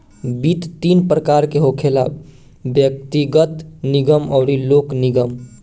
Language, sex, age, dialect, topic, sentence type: Bhojpuri, male, 18-24, Southern / Standard, banking, statement